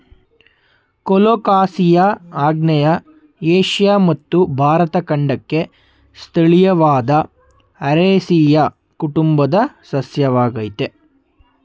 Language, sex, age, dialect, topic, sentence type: Kannada, male, 18-24, Mysore Kannada, agriculture, statement